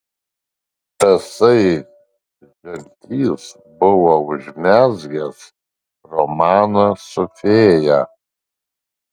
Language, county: Lithuanian, Alytus